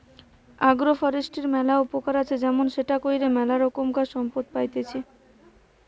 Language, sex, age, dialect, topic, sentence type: Bengali, female, 18-24, Western, agriculture, statement